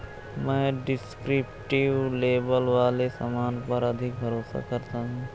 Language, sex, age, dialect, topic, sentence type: Hindi, male, 18-24, Awadhi Bundeli, banking, statement